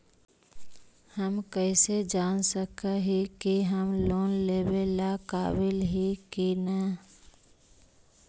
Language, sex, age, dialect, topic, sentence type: Magahi, male, 25-30, Central/Standard, banking, statement